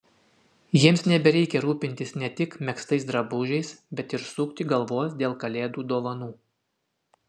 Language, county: Lithuanian, Utena